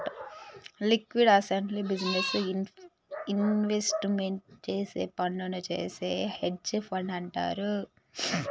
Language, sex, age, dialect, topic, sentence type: Telugu, male, 18-24, Telangana, banking, statement